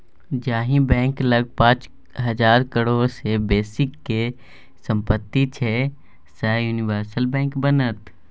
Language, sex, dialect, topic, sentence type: Maithili, male, Bajjika, banking, statement